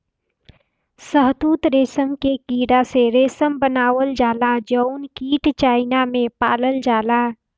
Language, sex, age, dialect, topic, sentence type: Bhojpuri, female, 18-24, Northern, agriculture, statement